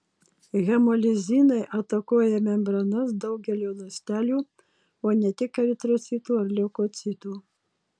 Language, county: Lithuanian, Utena